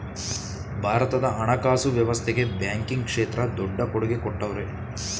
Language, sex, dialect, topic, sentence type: Kannada, male, Mysore Kannada, banking, statement